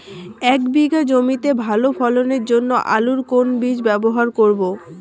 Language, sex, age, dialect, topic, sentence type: Bengali, female, 18-24, Rajbangshi, agriculture, question